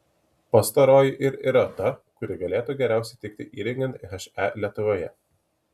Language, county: Lithuanian, Kaunas